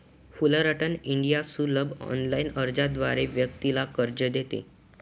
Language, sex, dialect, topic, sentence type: Marathi, male, Varhadi, banking, statement